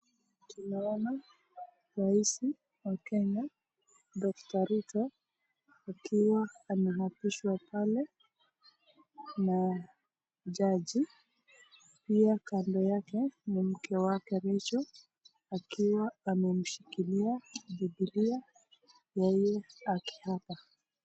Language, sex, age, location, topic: Swahili, female, 25-35, Nakuru, government